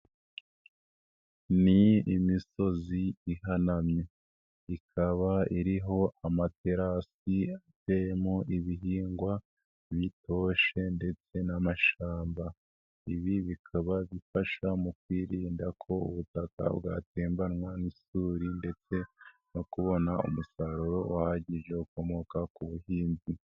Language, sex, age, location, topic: Kinyarwanda, female, 18-24, Nyagatare, agriculture